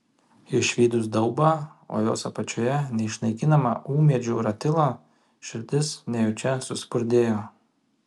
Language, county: Lithuanian, Kaunas